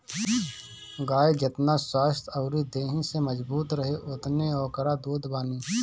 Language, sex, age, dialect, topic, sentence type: Bhojpuri, male, 25-30, Northern, agriculture, statement